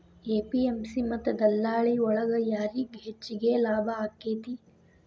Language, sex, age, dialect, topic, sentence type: Kannada, female, 25-30, Dharwad Kannada, agriculture, question